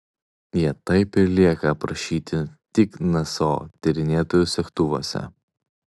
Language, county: Lithuanian, Klaipėda